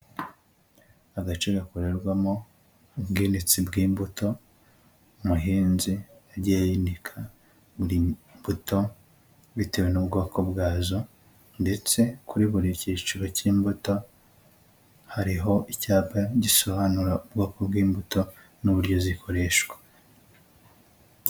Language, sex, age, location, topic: Kinyarwanda, male, 25-35, Huye, health